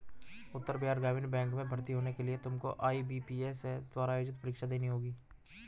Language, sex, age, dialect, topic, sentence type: Hindi, male, 18-24, Hindustani Malvi Khadi Boli, banking, statement